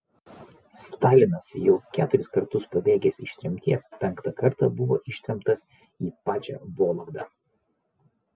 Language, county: Lithuanian, Vilnius